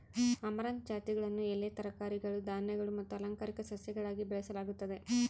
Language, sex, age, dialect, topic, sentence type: Kannada, female, 31-35, Central, agriculture, statement